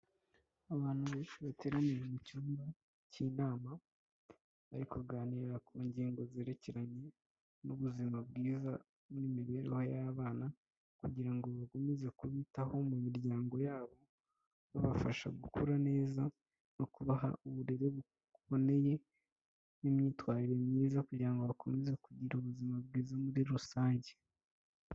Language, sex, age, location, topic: Kinyarwanda, male, 25-35, Kigali, health